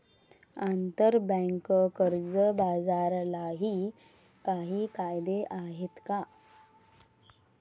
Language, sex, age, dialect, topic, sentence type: Marathi, female, 60-100, Varhadi, banking, statement